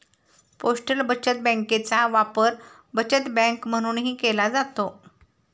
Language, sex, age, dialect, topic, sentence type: Marathi, female, 51-55, Standard Marathi, banking, statement